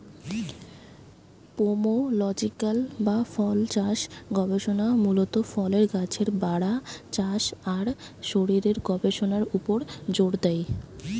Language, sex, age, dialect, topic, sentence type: Bengali, female, 18-24, Western, agriculture, statement